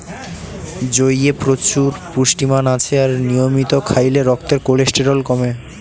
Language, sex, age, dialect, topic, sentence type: Bengali, male, 18-24, Western, agriculture, statement